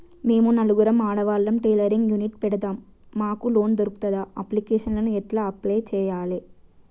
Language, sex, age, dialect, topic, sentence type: Telugu, female, 18-24, Telangana, banking, question